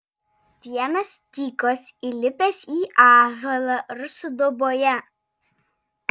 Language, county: Lithuanian, Vilnius